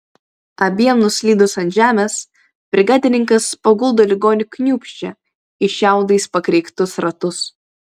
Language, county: Lithuanian, Vilnius